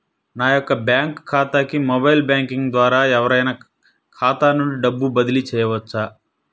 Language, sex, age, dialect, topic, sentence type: Telugu, male, 31-35, Central/Coastal, banking, question